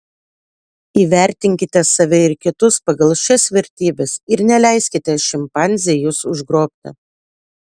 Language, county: Lithuanian, Utena